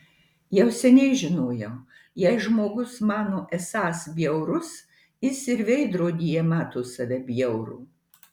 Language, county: Lithuanian, Marijampolė